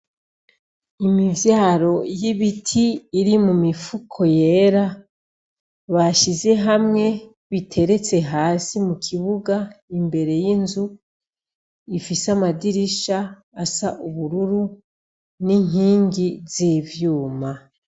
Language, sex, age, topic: Rundi, female, 36-49, education